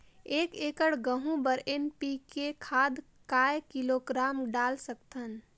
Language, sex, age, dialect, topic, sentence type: Chhattisgarhi, female, 18-24, Northern/Bhandar, agriculture, question